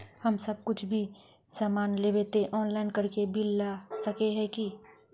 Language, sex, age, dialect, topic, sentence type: Magahi, female, 41-45, Northeastern/Surjapuri, banking, question